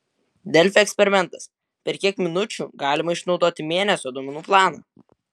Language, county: Lithuanian, Vilnius